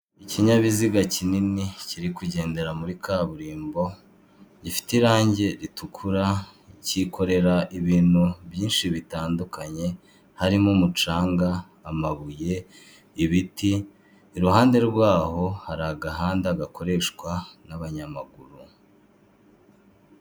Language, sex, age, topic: Kinyarwanda, male, 25-35, government